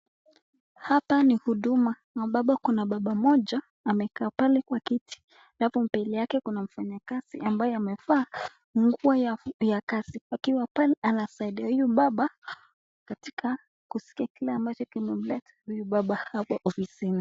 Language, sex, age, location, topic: Swahili, female, 25-35, Nakuru, government